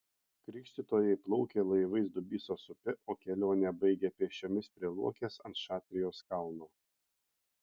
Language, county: Lithuanian, Panevėžys